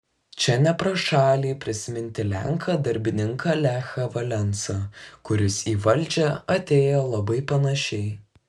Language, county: Lithuanian, Kaunas